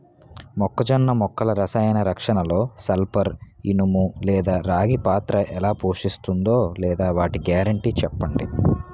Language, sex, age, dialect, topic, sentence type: Telugu, male, 18-24, Utterandhra, agriculture, question